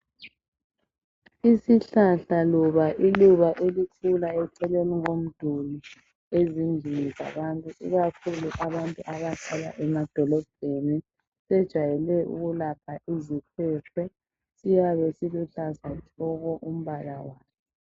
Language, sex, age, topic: North Ndebele, male, 25-35, health